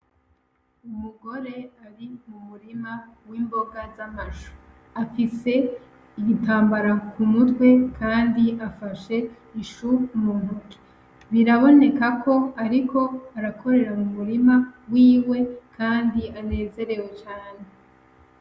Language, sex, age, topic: Rundi, female, 25-35, agriculture